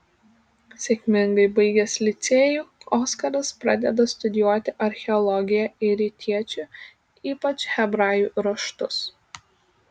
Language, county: Lithuanian, Kaunas